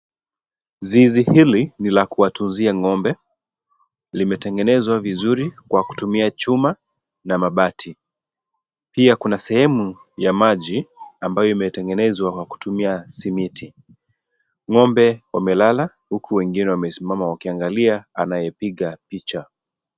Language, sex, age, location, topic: Swahili, male, 25-35, Kisii, agriculture